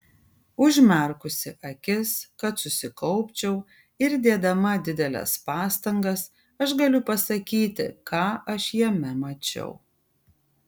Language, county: Lithuanian, Kaunas